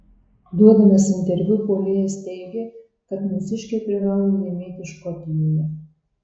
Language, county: Lithuanian, Marijampolė